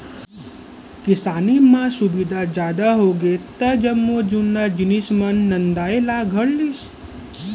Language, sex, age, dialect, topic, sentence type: Chhattisgarhi, male, 18-24, Central, agriculture, statement